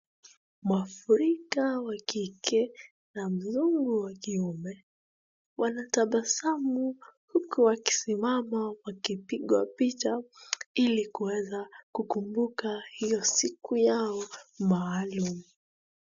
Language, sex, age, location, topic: Swahili, female, 18-24, Wajir, health